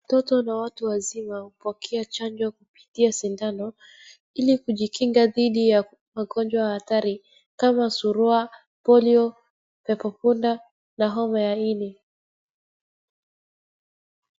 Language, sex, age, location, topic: Swahili, female, 36-49, Wajir, health